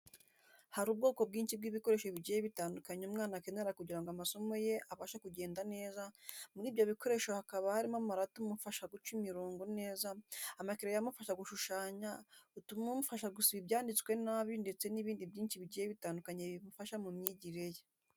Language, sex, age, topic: Kinyarwanda, female, 18-24, education